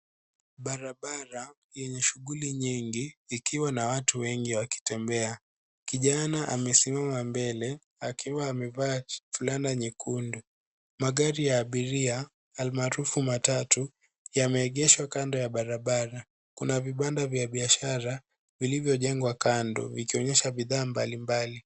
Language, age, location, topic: Swahili, 18-24, Nairobi, government